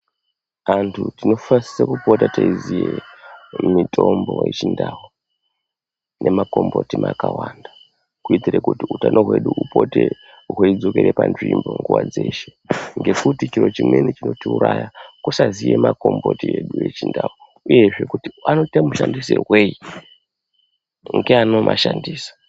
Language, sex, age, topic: Ndau, male, 25-35, health